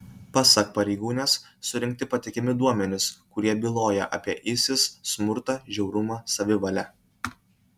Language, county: Lithuanian, Kaunas